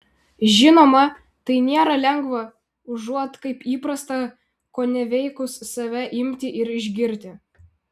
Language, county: Lithuanian, Vilnius